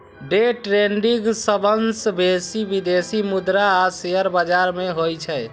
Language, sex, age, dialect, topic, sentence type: Maithili, male, 51-55, Eastern / Thethi, banking, statement